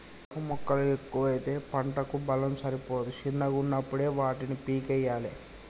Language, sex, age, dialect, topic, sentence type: Telugu, male, 18-24, Telangana, agriculture, statement